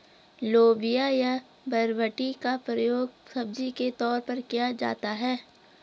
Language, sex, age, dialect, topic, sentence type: Hindi, female, 18-24, Garhwali, agriculture, statement